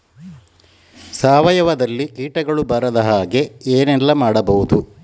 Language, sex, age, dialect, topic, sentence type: Kannada, male, 18-24, Coastal/Dakshin, agriculture, question